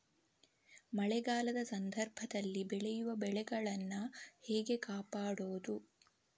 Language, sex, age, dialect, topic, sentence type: Kannada, female, 18-24, Coastal/Dakshin, agriculture, question